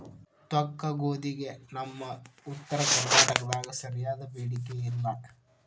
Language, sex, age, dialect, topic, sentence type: Kannada, male, 18-24, Dharwad Kannada, agriculture, statement